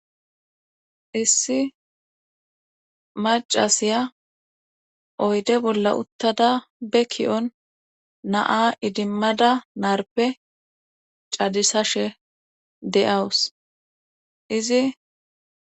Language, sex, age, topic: Gamo, female, 25-35, government